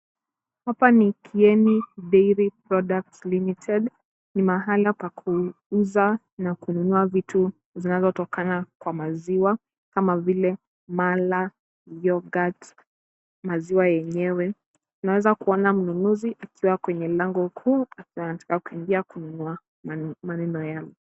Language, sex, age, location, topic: Swahili, female, 18-24, Kisumu, finance